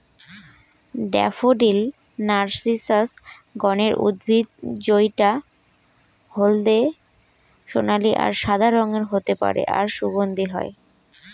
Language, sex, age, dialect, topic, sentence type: Bengali, female, 18-24, Western, agriculture, statement